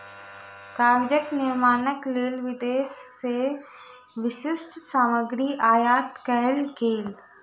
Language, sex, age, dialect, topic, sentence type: Maithili, female, 31-35, Southern/Standard, agriculture, statement